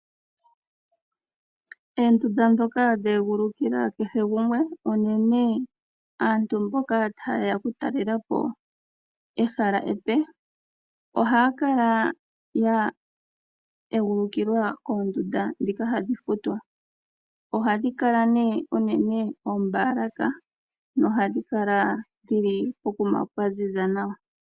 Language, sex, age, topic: Oshiwambo, female, 25-35, agriculture